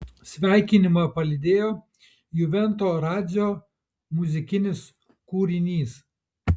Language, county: Lithuanian, Kaunas